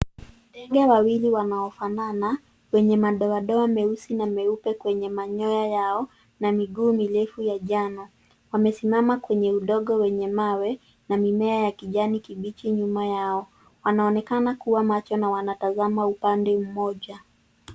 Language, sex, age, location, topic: Swahili, female, 18-24, Nairobi, government